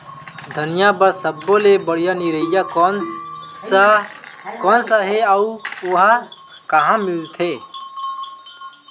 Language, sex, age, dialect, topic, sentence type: Chhattisgarhi, male, 25-30, Western/Budati/Khatahi, agriculture, question